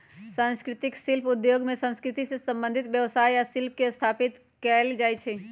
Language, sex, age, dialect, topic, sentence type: Magahi, female, 31-35, Western, banking, statement